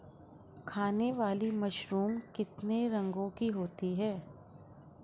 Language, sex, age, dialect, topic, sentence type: Hindi, female, 56-60, Marwari Dhudhari, agriculture, statement